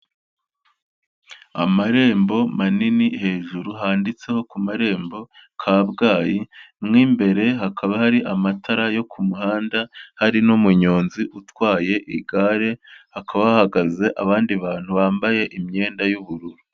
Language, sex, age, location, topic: Kinyarwanda, male, 25-35, Kigali, health